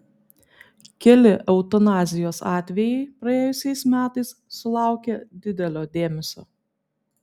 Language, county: Lithuanian, Vilnius